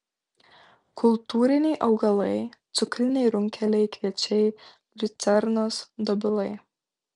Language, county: Lithuanian, Vilnius